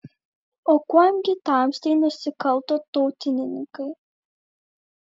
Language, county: Lithuanian, Vilnius